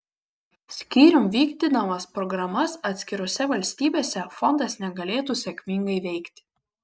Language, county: Lithuanian, Kaunas